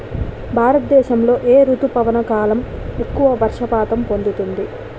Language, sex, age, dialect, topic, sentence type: Telugu, female, 18-24, Utterandhra, agriculture, question